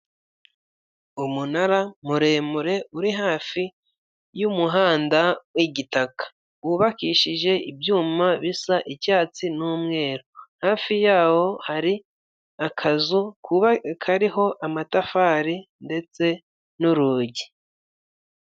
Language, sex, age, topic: Kinyarwanda, male, 25-35, government